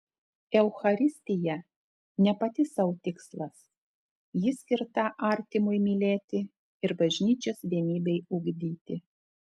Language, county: Lithuanian, Telšiai